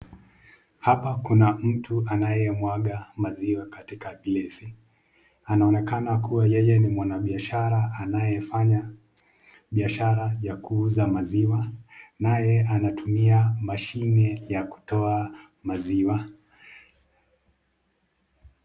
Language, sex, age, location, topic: Swahili, male, 25-35, Nakuru, finance